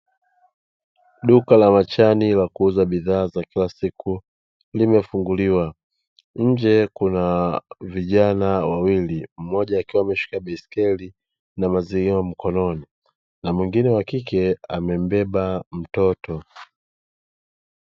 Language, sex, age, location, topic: Swahili, male, 18-24, Dar es Salaam, finance